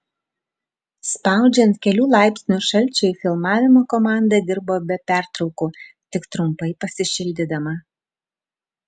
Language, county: Lithuanian, Vilnius